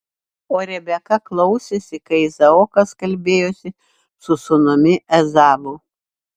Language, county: Lithuanian, Šiauliai